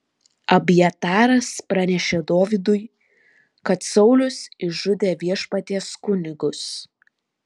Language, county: Lithuanian, Vilnius